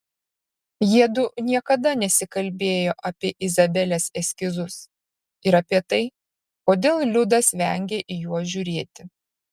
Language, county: Lithuanian, Šiauliai